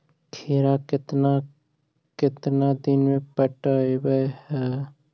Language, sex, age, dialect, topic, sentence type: Magahi, male, 18-24, Central/Standard, agriculture, question